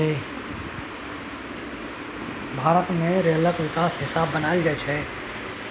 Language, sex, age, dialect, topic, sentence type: Maithili, male, 18-24, Bajjika, banking, statement